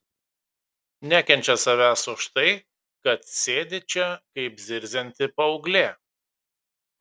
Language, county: Lithuanian, Kaunas